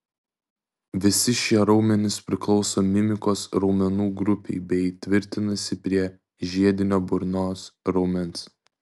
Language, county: Lithuanian, Vilnius